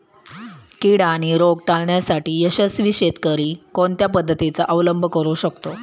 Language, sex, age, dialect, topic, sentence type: Marathi, female, 31-35, Standard Marathi, agriculture, question